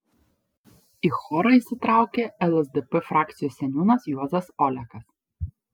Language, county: Lithuanian, Šiauliai